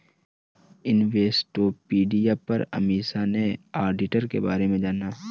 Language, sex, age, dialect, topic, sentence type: Hindi, male, 18-24, Marwari Dhudhari, banking, statement